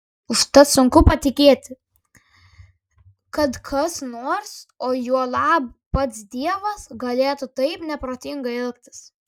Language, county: Lithuanian, Kaunas